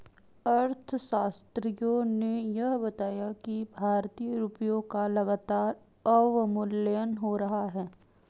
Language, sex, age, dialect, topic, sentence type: Hindi, female, 18-24, Marwari Dhudhari, banking, statement